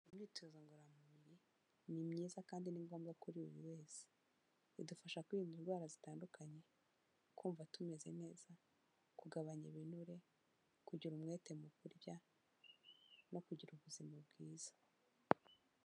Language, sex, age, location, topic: Kinyarwanda, female, 25-35, Kigali, health